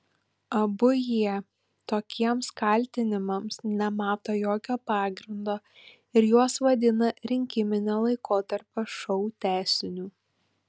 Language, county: Lithuanian, Panevėžys